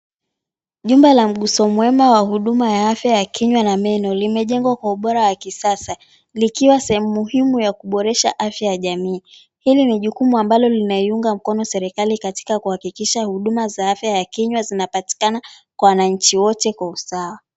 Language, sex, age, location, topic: Swahili, female, 18-24, Mombasa, health